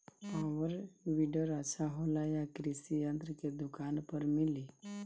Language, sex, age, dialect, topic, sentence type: Bhojpuri, male, 25-30, Northern, agriculture, question